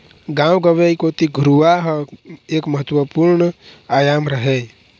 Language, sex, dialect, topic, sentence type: Chhattisgarhi, male, Eastern, agriculture, statement